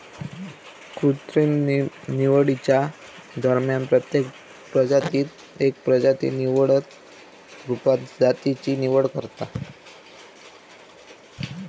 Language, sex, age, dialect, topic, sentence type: Marathi, male, 18-24, Southern Konkan, agriculture, statement